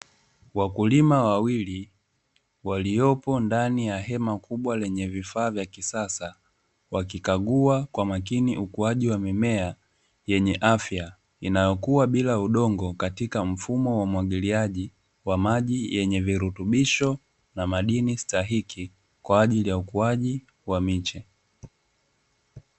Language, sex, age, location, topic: Swahili, male, 18-24, Dar es Salaam, agriculture